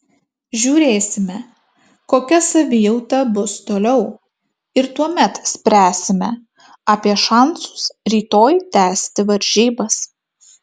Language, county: Lithuanian, Kaunas